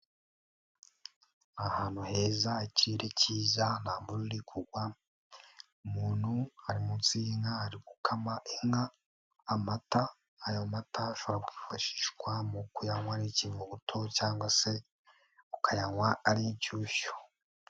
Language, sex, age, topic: Kinyarwanda, male, 18-24, agriculture